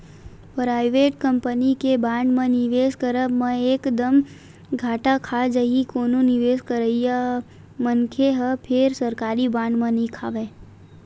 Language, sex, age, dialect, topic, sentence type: Chhattisgarhi, female, 18-24, Western/Budati/Khatahi, banking, statement